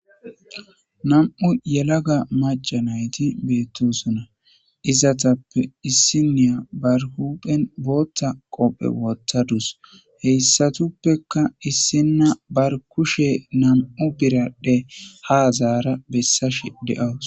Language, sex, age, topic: Gamo, male, 25-35, government